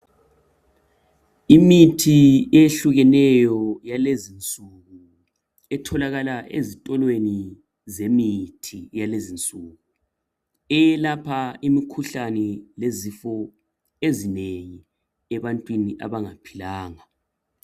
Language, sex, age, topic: North Ndebele, male, 50+, health